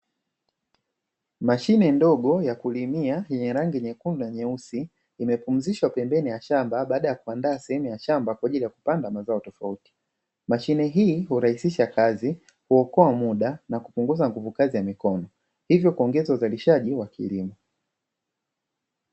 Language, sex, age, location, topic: Swahili, male, 18-24, Dar es Salaam, agriculture